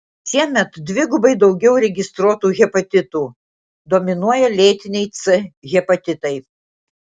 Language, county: Lithuanian, Klaipėda